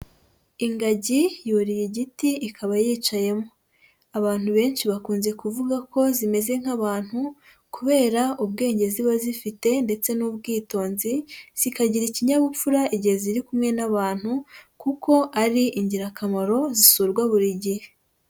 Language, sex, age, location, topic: Kinyarwanda, female, 25-35, Huye, agriculture